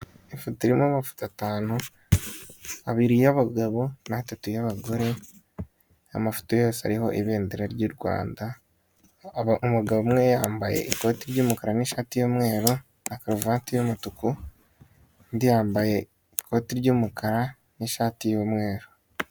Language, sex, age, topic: Kinyarwanda, male, 18-24, government